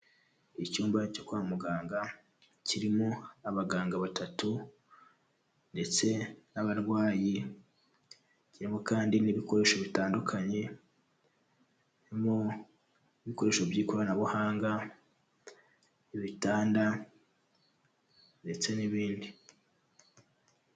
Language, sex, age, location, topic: Kinyarwanda, male, 18-24, Huye, health